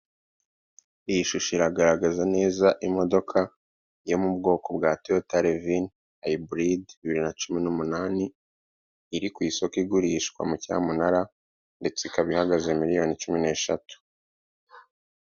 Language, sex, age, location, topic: Kinyarwanda, male, 36-49, Kigali, finance